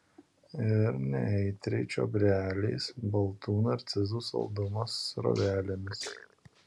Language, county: Lithuanian, Alytus